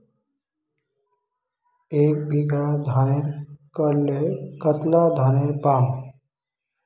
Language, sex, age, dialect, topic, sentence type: Magahi, male, 25-30, Northeastern/Surjapuri, agriculture, question